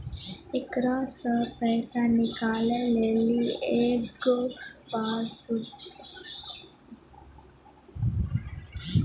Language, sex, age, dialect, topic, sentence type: Maithili, female, 18-24, Angika, banking, statement